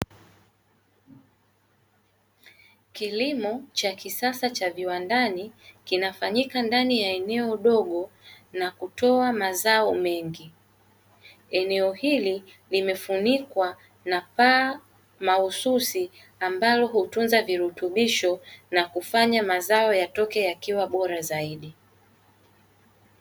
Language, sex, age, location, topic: Swahili, female, 18-24, Dar es Salaam, agriculture